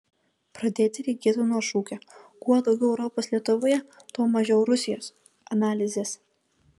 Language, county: Lithuanian, Kaunas